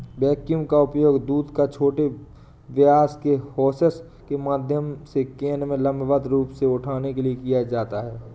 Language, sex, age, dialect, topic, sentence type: Hindi, male, 18-24, Awadhi Bundeli, agriculture, statement